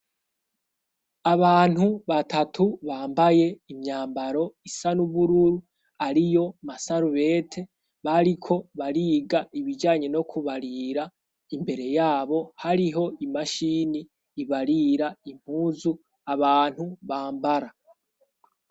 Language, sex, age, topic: Rundi, male, 18-24, education